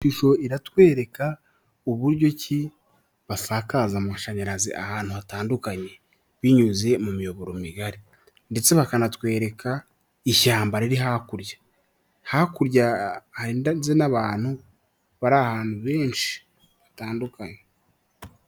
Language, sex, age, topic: Kinyarwanda, male, 18-24, government